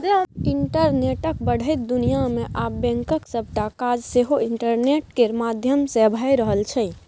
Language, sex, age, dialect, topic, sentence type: Maithili, female, 18-24, Bajjika, banking, statement